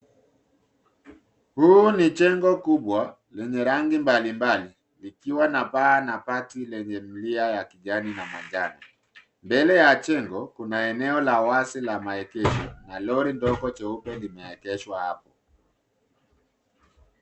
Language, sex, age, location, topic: Swahili, male, 50+, Nairobi, education